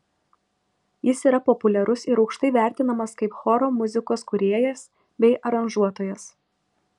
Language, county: Lithuanian, Vilnius